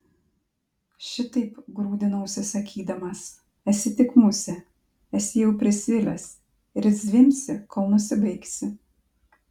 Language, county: Lithuanian, Klaipėda